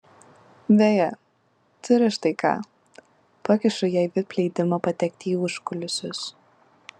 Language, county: Lithuanian, Klaipėda